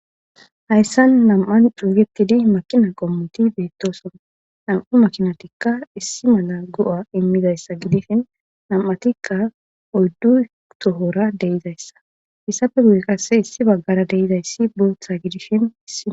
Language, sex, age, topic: Gamo, female, 18-24, government